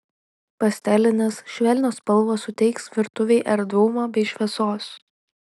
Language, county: Lithuanian, Klaipėda